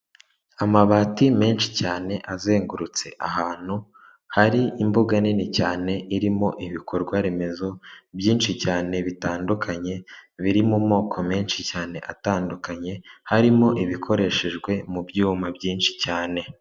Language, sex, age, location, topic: Kinyarwanda, male, 36-49, Kigali, government